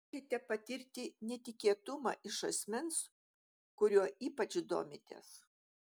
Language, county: Lithuanian, Utena